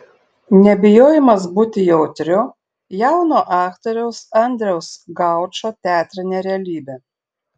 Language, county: Lithuanian, Šiauliai